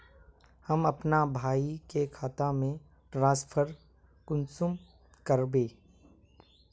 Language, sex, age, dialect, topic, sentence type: Magahi, male, 18-24, Northeastern/Surjapuri, banking, question